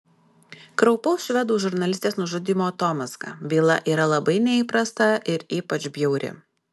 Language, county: Lithuanian, Alytus